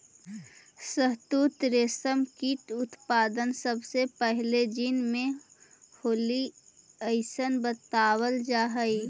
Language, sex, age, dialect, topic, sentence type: Magahi, female, 18-24, Central/Standard, agriculture, statement